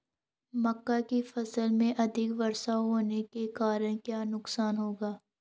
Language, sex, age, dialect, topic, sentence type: Hindi, female, 18-24, Garhwali, agriculture, question